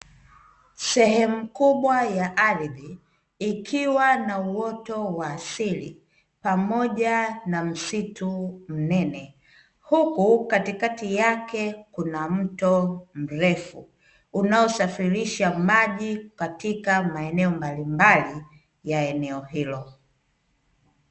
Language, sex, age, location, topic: Swahili, female, 25-35, Dar es Salaam, agriculture